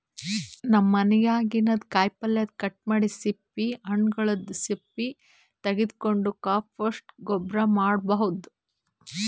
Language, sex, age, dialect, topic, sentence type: Kannada, female, 41-45, Northeastern, agriculture, statement